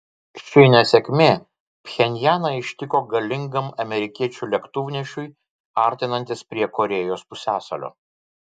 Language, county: Lithuanian, Vilnius